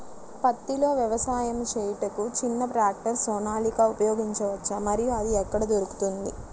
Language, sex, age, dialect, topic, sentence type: Telugu, female, 60-100, Central/Coastal, agriculture, question